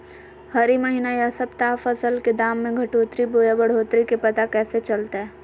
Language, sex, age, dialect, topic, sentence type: Magahi, female, 18-24, Southern, agriculture, question